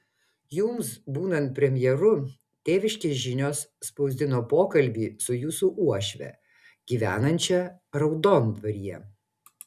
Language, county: Lithuanian, Utena